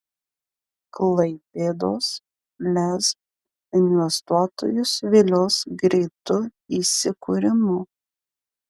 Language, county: Lithuanian, Panevėžys